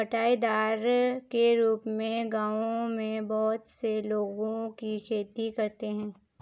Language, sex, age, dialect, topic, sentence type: Hindi, female, 18-24, Marwari Dhudhari, agriculture, statement